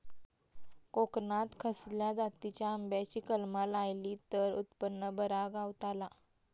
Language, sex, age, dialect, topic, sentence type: Marathi, female, 25-30, Southern Konkan, agriculture, question